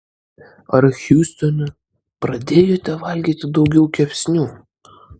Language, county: Lithuanian, Klaipėda